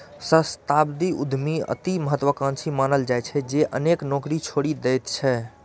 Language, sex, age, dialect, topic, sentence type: Maithili, male, 25-30, Eastern / Thethi, banking, statement